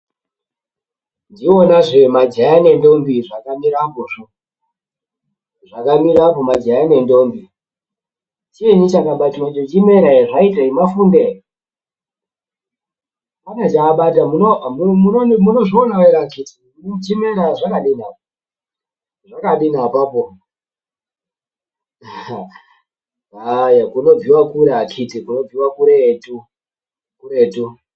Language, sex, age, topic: Ndau, male, 18-24, education